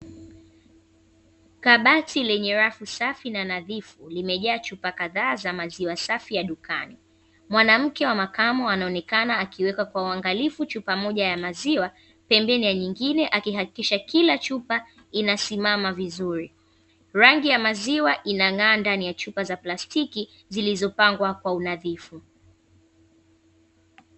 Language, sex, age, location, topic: Swahili, female, 18-24, Dar es Salaam, finance